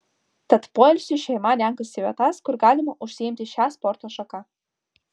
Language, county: Lithuanian, Vilnius